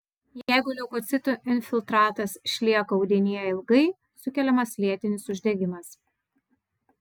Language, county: Lithuanian, Vilnius